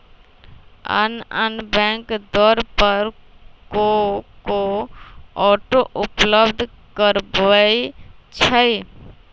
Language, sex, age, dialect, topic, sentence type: Magahi, female, 18-24, Western, banking, statement